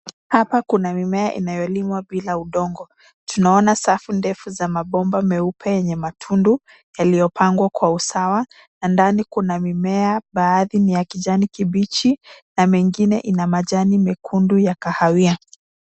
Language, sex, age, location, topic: Swahili, female, 25-35, Nairobi, agriculture